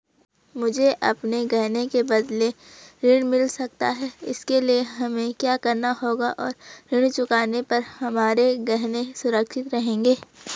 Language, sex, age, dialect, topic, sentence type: Hindi, female, 18-24, Garhwali, banking, question